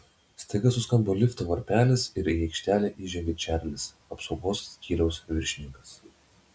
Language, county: Lithuanian, Vilnius